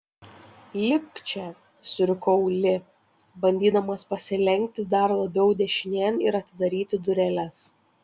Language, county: Lithuanian, Šiauliai